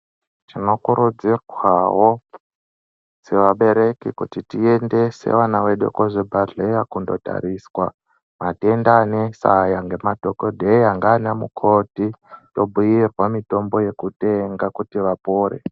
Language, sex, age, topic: Ndau, male, 18-24, health